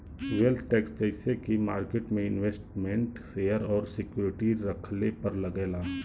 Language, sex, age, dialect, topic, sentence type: Bhojpuri, male, 36-40, Western, banking, statement